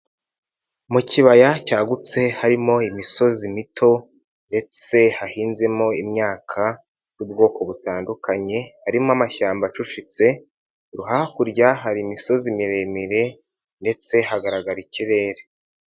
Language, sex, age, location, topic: Kinyarwanda, male, 18-24, Nyagatare, agriculture